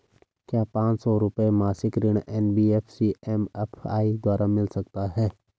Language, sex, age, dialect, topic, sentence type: Hindi, male, 25-30, Garhwali, banking, question